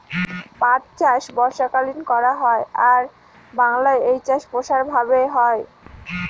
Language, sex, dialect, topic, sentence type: Bengali, female, Northern/Varendri, agriculture, statement